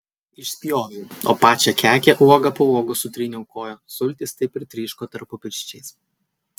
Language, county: Lithuanian, Kaunas